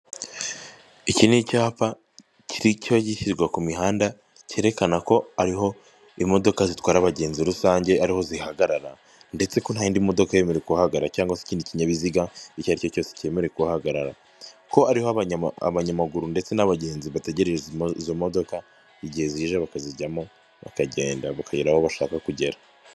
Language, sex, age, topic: Kinyarwanda, male, 18-24, government